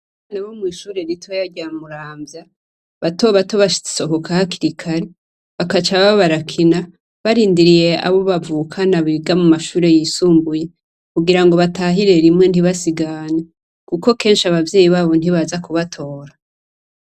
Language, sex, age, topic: Rundi, female, 25-35, education